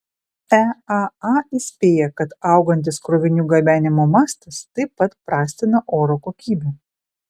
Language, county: Lithuanian, Vilnius